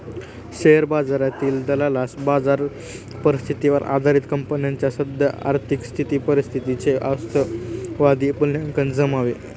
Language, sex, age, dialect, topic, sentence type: Marathi, male, 18-24, Standard Marathi, banking, statement